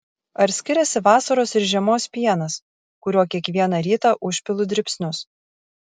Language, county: Lithuanian, Kaunas